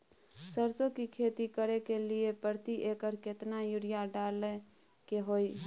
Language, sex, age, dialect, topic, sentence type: Maithili, female, 18-24, Bajjika, agriculture, question